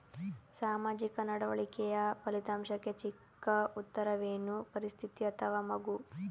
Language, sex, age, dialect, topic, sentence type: Kannada, male, 36-40, Mysore Kannada, banking, question